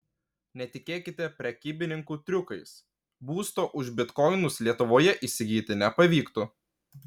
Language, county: Lithuanian, Kaunas